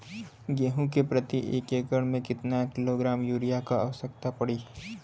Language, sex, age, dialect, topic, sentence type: Bhojpuri, male, 18-24, Western, agriculture, question